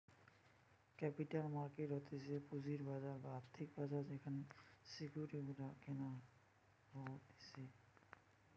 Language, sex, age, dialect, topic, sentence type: Bengali, male, 18-24, Western, banking, statement